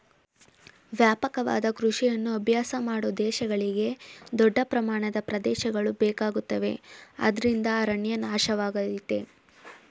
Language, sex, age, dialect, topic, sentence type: Kannada, male, 18-24, Mysore Kannada, agriculture, statement